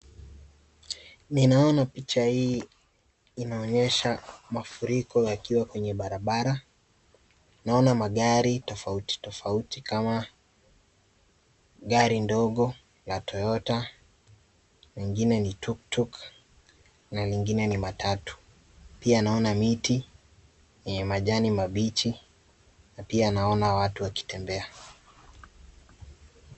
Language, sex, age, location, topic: Swahili, male, 18-24, Kisii, health